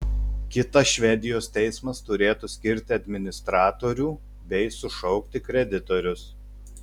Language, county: Lithuanian, Telšiai